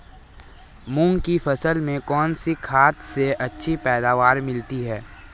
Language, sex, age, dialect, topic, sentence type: Hindi, male, 18-24, Marwari Dhudhari, agriculture, question